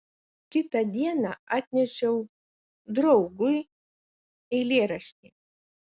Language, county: Lithuanian, Kaunas